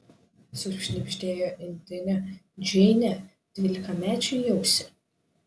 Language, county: Lithuanian, Šiauliai